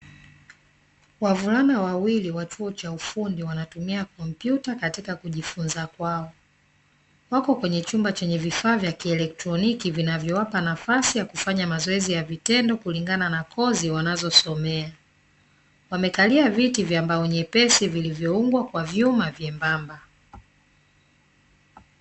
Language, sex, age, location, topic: Swahili, female, 25-35, Dar es Salaam, education